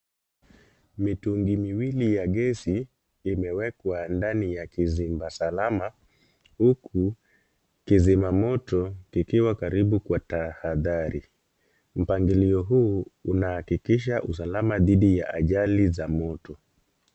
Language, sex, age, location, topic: Swahili, male, 25-35, Kisumu, education